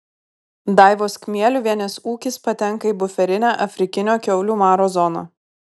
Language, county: Lithuanian, Kaunas